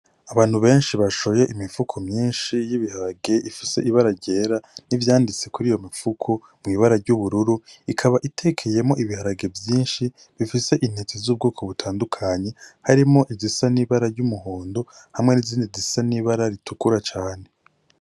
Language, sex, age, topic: Rundi, male, 18-24, agriculture